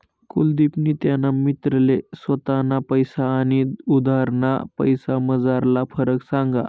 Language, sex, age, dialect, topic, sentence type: Marathi, male, 18-24, Northern Konkan, banking, statement